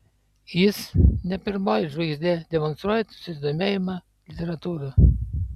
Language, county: Lithuanian, Panevėžys